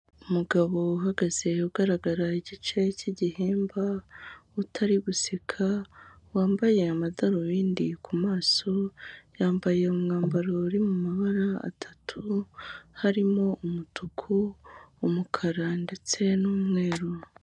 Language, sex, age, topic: Kinyarwanda, female, 25-35, government